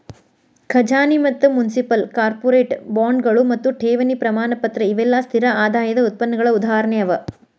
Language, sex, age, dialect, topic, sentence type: Kannada, female, 41-45, Dharwad Kannada, banking, statement